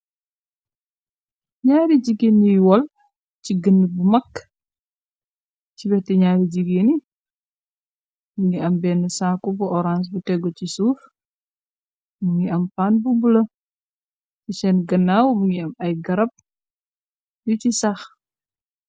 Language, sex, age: Wolof, female, 25-35